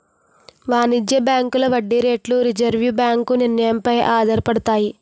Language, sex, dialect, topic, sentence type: Telugu, female, Utterandhra, banking, statement